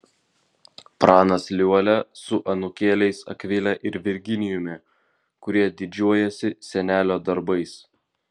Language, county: Lithuanian, Vilnius